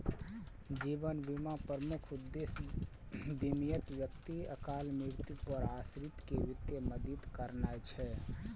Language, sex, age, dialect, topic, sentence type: Maithili, male, 25-30, Eastern / Thethi, banking, statement